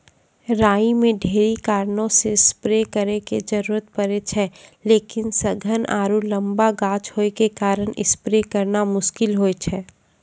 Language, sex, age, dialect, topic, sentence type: Maithili, female, 25-30, Angika, agriculture, question